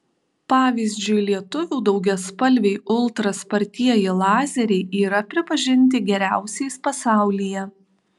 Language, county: Lithuanian, Alytus